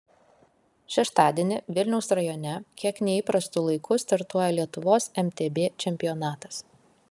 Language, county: Lithuanian, Kaunas